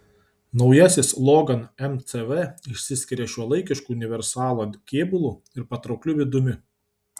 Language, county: Lithuanian, Kaunas